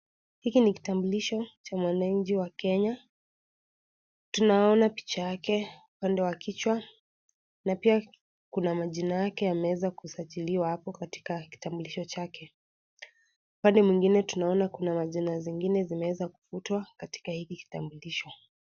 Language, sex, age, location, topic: Swahili, female, 18-24, Kisii, government